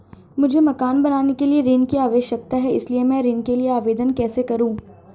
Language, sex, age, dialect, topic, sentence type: Hindi, female, 36-40, Marwari Dhudhari, banking, question